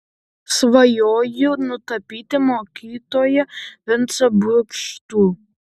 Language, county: Lithuanian, Tauragė